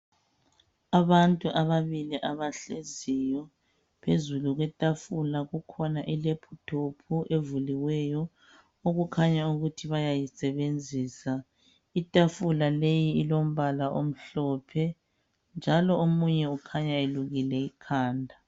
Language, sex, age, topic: North Ndebele, female, 25-35, health